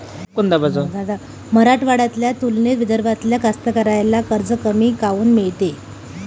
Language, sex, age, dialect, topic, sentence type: Marathi, male, 18-24, Varhadi, agriculture, question